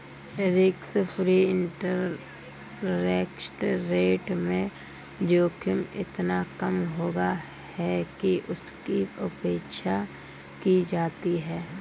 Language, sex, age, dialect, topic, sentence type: Hindi, female, 25-30, Kanauji Braj Bhasha, banking, statement